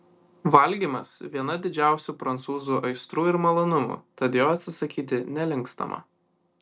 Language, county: Lithuanian, Kaunas